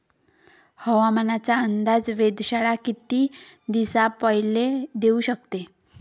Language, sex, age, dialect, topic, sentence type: Marathi, male, 31-35, Varhadi, agriculture, question